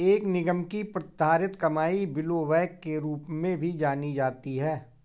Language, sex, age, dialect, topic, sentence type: Hindi, male, 41-45, Awadhi Bundeli, banking, statement